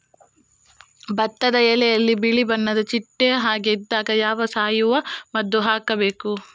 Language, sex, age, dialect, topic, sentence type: Kannada, female, 18-24, Coastal/Dakshin, agriculture, question